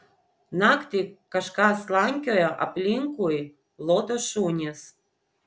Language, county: Lithuanian, Vilnius